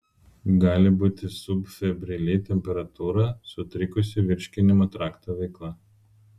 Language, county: Lithuanian, Vilnius